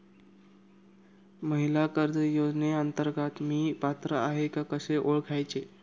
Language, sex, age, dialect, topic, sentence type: Marathi, male, 25-30, Standard Marathi, banking, question